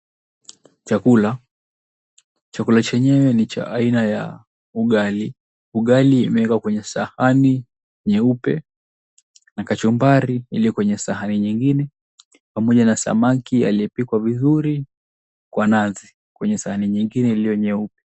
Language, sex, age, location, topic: Swahili, male, 18-24, Mombasa, agriculture